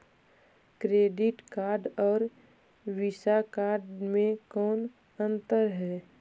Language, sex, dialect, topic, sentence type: Magahi, female, Central/Standard, banking, question